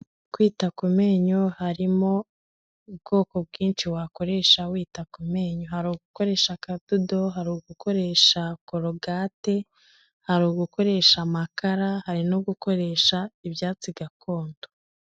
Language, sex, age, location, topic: Kinyarwanda, female, 25-35, Kigali, health